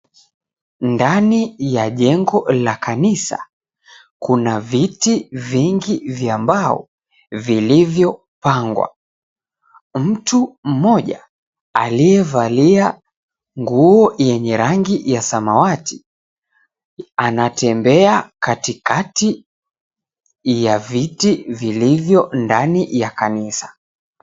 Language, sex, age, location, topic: Swahili, female, 18-24, Mombasa, government